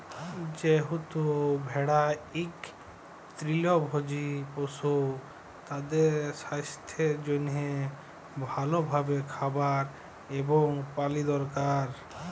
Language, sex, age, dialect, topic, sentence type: Bengali, male, 25-30, Jharkhandi, agriculture, statement